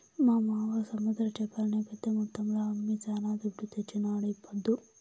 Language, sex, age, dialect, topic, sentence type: Telugu, female, 18-24, Southern, agriculture, statement